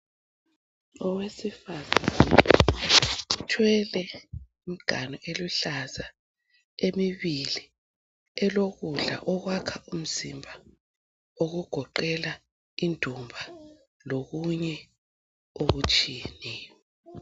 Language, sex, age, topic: North Ndebele, female, 36-49, health